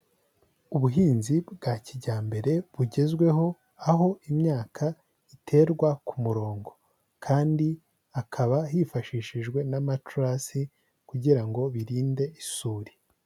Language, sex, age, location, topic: Kinyarwanda, male, 18-24, Huye, agriculture